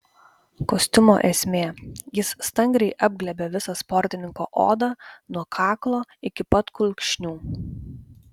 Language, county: Lithuanian, Vilnius